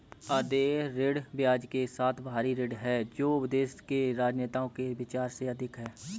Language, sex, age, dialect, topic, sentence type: Hindi, male, 25-30, Kanauji Braj Bhasha, banking, statement